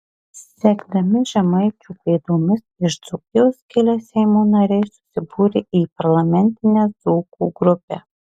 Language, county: Lithuanian, Marijampolė